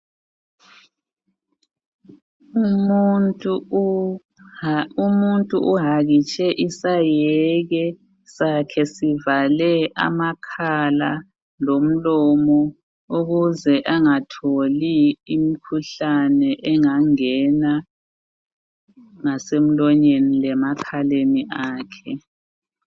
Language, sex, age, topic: North Ndebele, female, 36-49, health